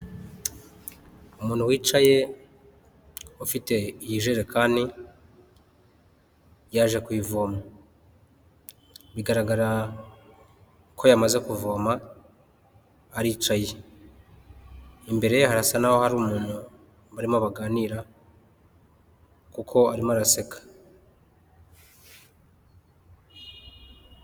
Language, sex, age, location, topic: Kinyarwanda, male, 36-49, Huye, health